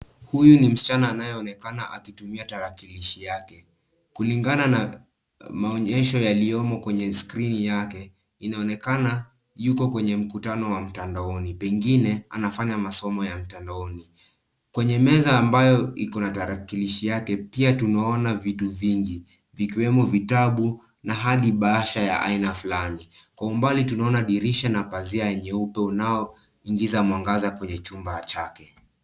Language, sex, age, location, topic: Swahili, male, 18-24, Nairobi, education